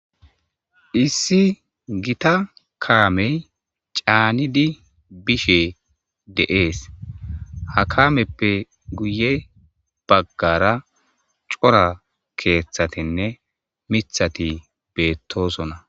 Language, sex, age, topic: Gamo, male, 25-35, government